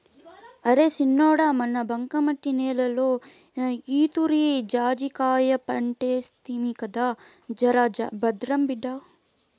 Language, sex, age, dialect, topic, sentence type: Telugu, female, 18-24, Southern, agriculture, statement